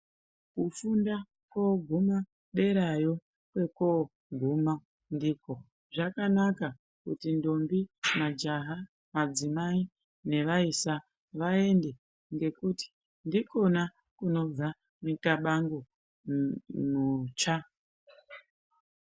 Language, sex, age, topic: Ndau, female, 18-24, education